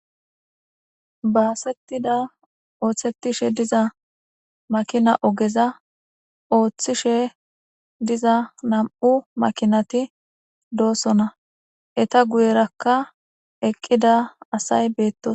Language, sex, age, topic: Gamo, female, 18-24, government